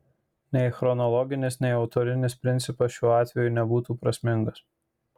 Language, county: Lithuanian, Marijampolė